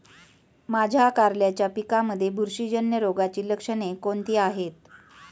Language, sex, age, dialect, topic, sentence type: Marathi, female, 41-45, Standard Marathi, agriculture, question